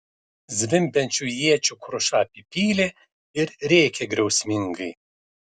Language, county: Lithuanian, Šiauliai